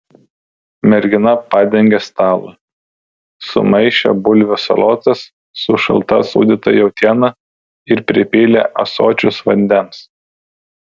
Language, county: Lithuanian, Vilnius